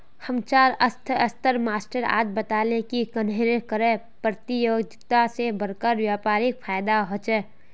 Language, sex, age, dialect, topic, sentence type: Magahi, female, 18-24, Northeastern/Surjapuri, banking, statement